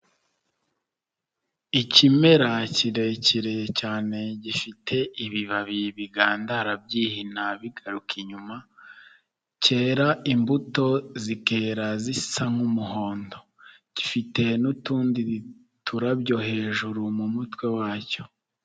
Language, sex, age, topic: Kinyarwanda, male, 25-35, health